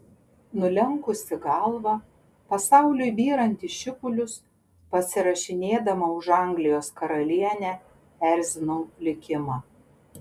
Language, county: Lithuanian, Panevėžys